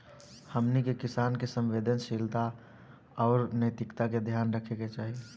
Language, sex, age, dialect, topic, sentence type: Bhojpuri, male, 18-24, Southern / Standard, agriculture, question